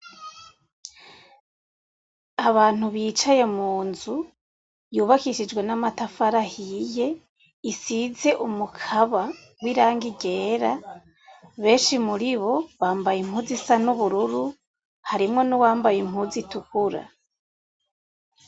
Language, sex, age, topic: Rundi, female, 25-35, education